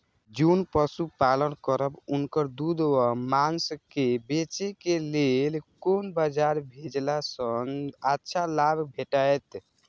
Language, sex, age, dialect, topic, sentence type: Maithili, male, 18-24, Eastern / Thethi, agriculture, question